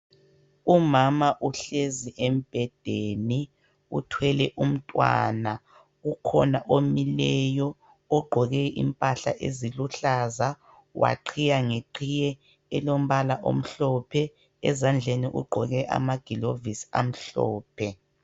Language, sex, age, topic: North Ndebele, male, 25-35, health